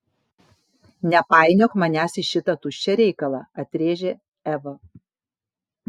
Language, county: Lithuanian, Kaunas